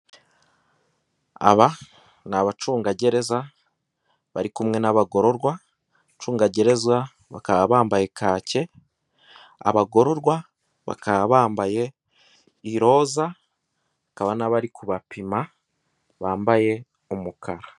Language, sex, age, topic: Kinyarwanda, male, 18-24, government